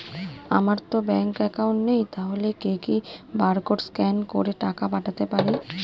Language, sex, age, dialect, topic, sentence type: Bengali, female, 36-40, Standard Colloquial, banking, question